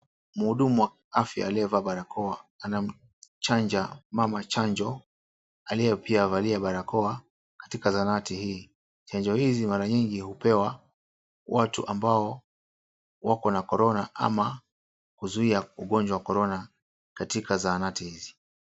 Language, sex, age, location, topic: Swahili, male, 36-49, Mombasa, health